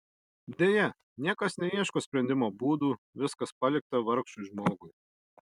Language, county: Lithuanian, Alytus